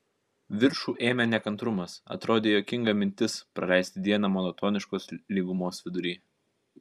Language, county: Lithuanian, Kaunas